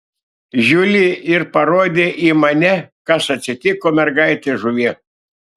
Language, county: Lithuanian, Šiauliai